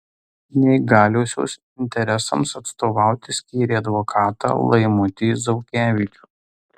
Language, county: Lithuanian, Tauragė